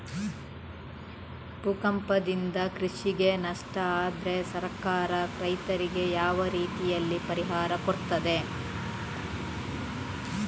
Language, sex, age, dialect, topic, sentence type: Kannada, female, 18-24, Coastal/Dakshin, agriculture, question